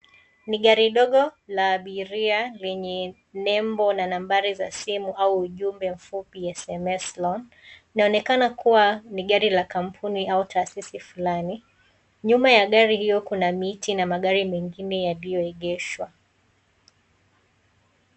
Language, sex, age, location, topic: Swahili, female, 18-24, Kisii, finance